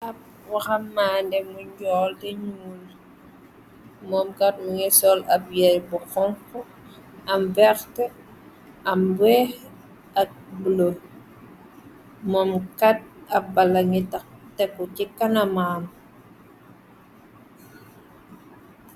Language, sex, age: Wolof, female, 18-24